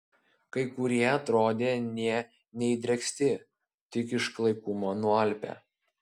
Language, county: Lithuanian, Klaipėda